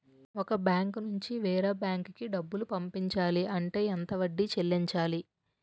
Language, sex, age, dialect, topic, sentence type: Telugu, female, 18-24, Utterandhra, banking, question